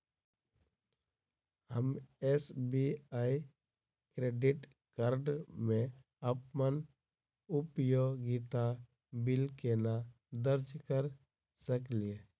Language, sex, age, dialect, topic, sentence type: Maithili, male, 18-24, Southern/Standard, banking, question